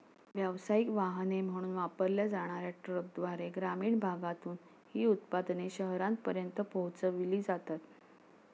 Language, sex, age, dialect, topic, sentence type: Marathi, female, 41-45, Standard Marathi, agriculture, statement